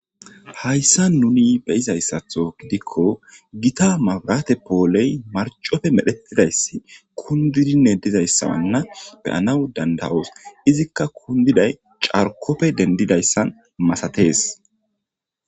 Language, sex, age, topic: Gamo, male, 18-24, government